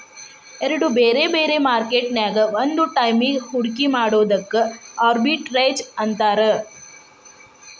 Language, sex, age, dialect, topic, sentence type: Kannada, female, 25-30, Dharwad Kannada, banking, statement